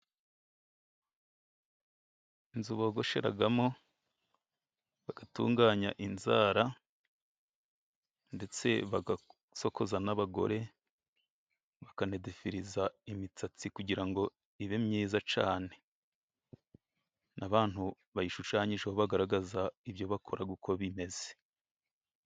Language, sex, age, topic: Kinyarwanda, male, 36-49, finance